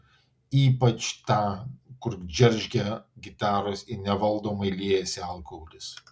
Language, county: Lithuanian, Vilnius